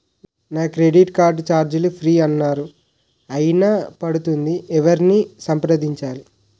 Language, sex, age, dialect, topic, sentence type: Telugu, male, 18-24, Utterandhra, banking, question